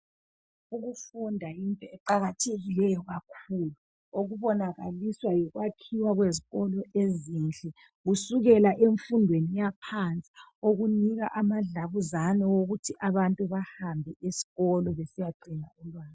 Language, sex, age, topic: North Ndebele, male, 25-35, education